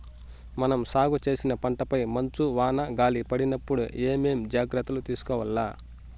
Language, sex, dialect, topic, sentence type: Telugu, male, Southern, agriculture, question